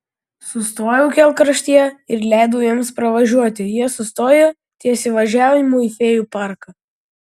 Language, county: Lithuanian, Vilnius